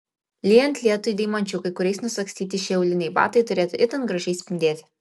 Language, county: Lithuanian, Kaunas